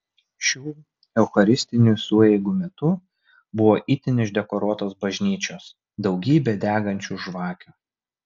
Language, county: Lithuanian, Vilnius